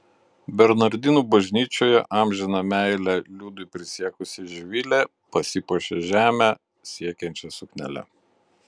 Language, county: Lithuanian, Utena